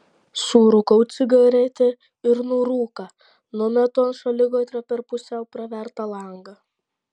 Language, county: Lithuanian, Klaipėda